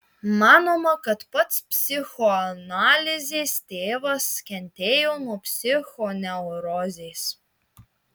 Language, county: Lithuanian, Marijampolė